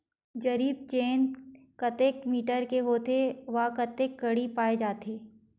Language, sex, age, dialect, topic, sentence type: Chhattisgarhi, female, 25-30, Western/Budati/Khatahi, agriculture, question